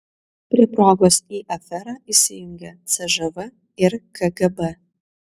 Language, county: Lithuanian, Vilnius